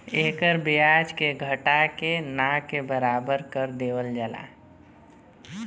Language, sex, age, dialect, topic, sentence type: Bhojpuri, male, 18-24, Western, banking, statement